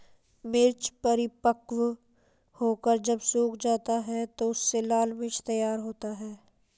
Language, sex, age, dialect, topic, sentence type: Hindi, female, 56-60, Marwari Dhudhari, agriculture, statement